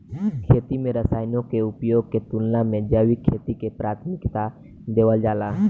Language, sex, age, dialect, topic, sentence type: Bhojpuri, male, <18, Southern / Standard, agriculture, statement